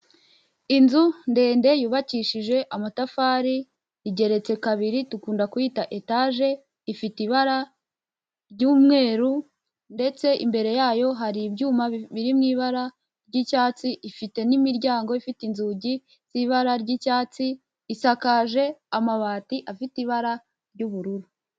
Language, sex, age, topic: Kinyarwanda, female, 18-24, education